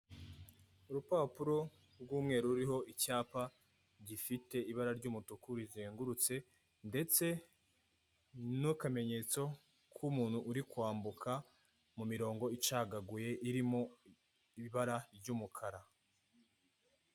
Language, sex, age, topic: Kinyarwanda, male, 18-24, government